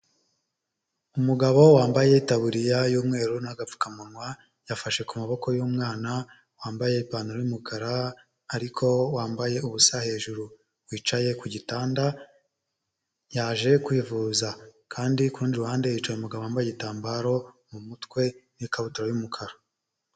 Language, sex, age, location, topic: Kinyarwanda, male, 25-35, Huye, health